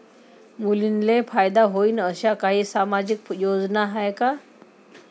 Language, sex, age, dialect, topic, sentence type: Marathi, female, 25-30, Varhadi, banking, statement